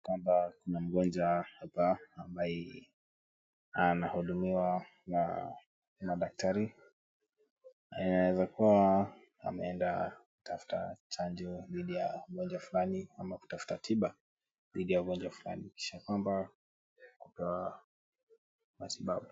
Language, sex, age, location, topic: Swahili, male, 18-24, Kisumu, health